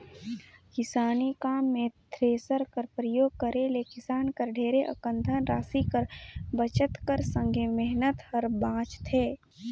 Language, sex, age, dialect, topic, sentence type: Chhattisgarhi, female, 18-24, Northern/Bhandar, agriculture, statement